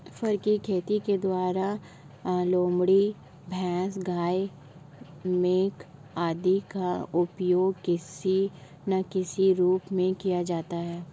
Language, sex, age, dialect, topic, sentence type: Hindi, male, 25-30, Marwari Dhudhari, agriculture, statement